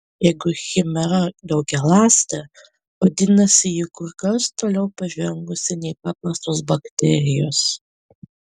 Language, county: Lithuanian, Panevėžys